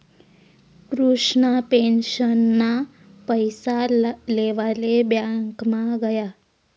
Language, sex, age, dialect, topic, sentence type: Marathi, female, 18-24, Northern Konkan, banking, statement